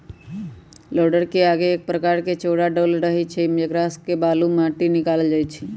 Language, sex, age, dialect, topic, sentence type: Magahi, female, 18-24, Western, agriculture, statement